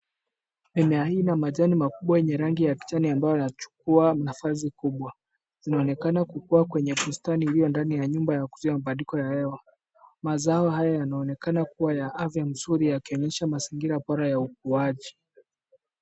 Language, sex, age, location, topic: Swahili, male, 25-35, Kisumu, agriculture